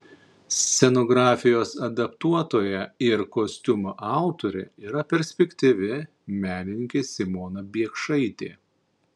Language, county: Lithuanian, Panevėžys